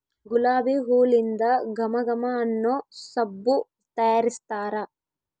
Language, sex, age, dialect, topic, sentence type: Kannada, female, 25-30, Central, agriculture, statement